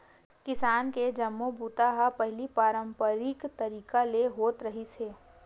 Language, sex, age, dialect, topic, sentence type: Chhattisgarhi, female, 18-24, Western/Budati/Khatahi, agriculture, statement